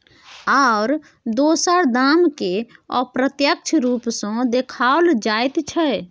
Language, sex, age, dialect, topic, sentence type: Maithili, female, 18-24, Bajjika, banking, statement